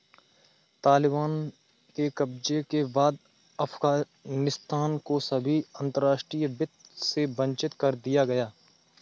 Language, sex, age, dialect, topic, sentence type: Hindi, male, 18-24, Kanauji Braj Bhasha, banking, statement